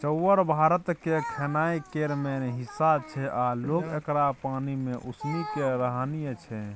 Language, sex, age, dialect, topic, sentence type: Maithili, male, 18-24, Bajjika, agriculture, statement